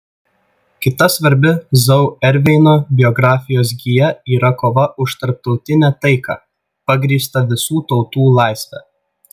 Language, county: Lithuanian, Vilnius